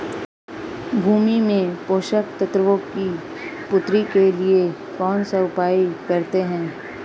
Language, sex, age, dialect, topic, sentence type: Hindi, female, 25-30, Marwari Dhudhari, agriculture, question